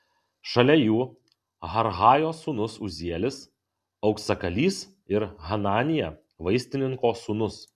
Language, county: Lithuanian, Kaunas